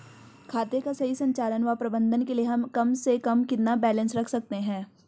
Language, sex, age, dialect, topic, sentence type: Hindi, female, 18-24, Garhwali, banking, question